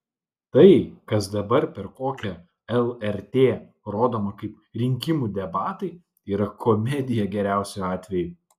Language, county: Lithuanian, Klaipėda